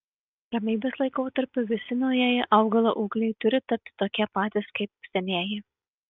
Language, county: Lithuanian, Šiauliai